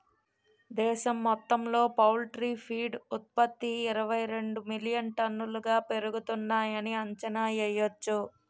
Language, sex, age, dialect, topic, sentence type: Telugu, female, 18-24, Utterandhra, agriculture, statement